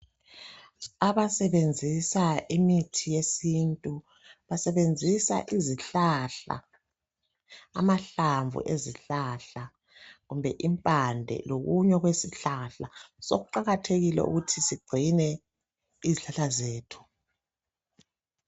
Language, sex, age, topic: North Ndebele, female, 36-49, health